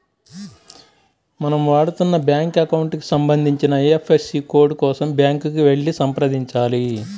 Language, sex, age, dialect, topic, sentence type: Telugu, female, 31-35, Central/Coastal, banking, statement